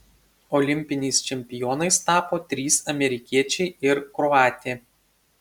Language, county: Lithuanian, Šiauliai